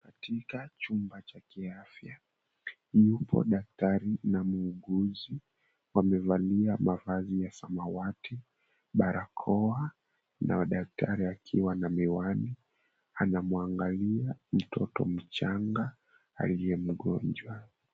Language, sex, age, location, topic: Swahili, male, 18-24, Mombasa, health